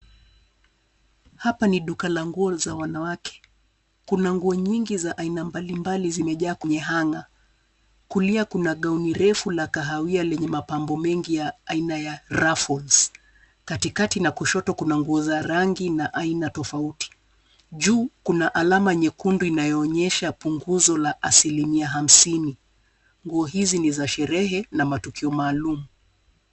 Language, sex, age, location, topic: Swahili, female, 36-49, Nairobi, finance